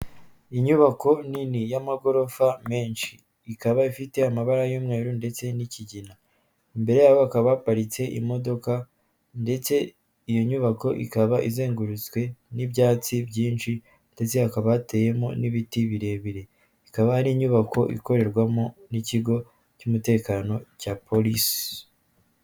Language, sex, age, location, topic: Kinyarwanda, female, 18-24, Kigali, government